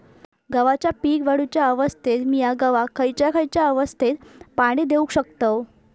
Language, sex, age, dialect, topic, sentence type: Marathi, female, 18-24, Southern Konkan, agriculture, question